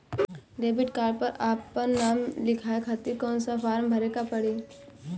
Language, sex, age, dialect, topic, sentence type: Bhojpuri, female, 18-24, Northern, banking, question